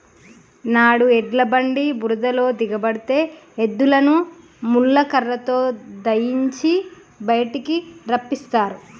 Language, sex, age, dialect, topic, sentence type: Telugu, female, 31-35, Telangana, agriculture, statement